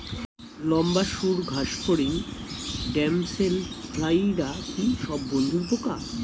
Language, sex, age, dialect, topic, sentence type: Bengali, male, 18-24, Standard Colloquial, agriculture, question